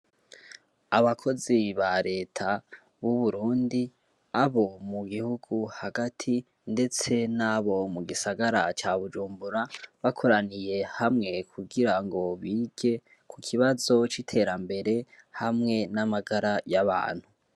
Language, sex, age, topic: Rundi, male, 18-24, education